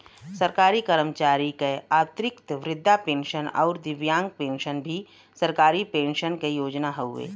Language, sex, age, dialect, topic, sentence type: Bhojpuri, female, 36-40, Western, banking, statement